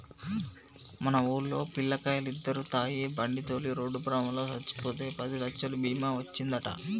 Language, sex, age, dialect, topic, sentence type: Telugu, male, 18-24, Telangana, banking, statement